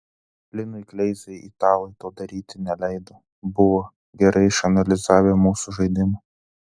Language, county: Lithuanian, Telšiai